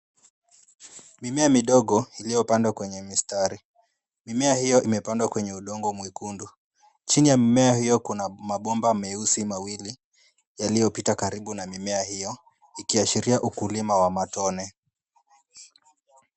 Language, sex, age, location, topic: Swahili, male, 25-35, Nairobi, agriculture